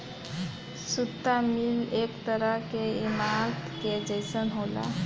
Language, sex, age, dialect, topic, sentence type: Bhojpuri, female, <18, Southern / Standard, agriculture, statement